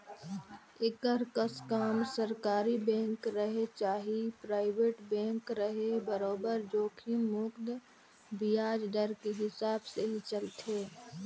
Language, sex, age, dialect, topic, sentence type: Chhattisgarhi, female, 18-24, Northern/Bhandar, banking, statement